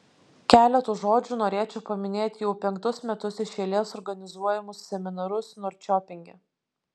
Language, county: Lithuanian, Vilnius